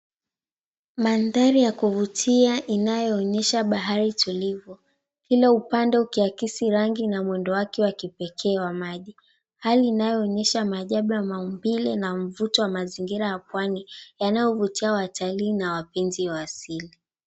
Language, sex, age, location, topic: Swahili, female, 18-24, Mombasa, government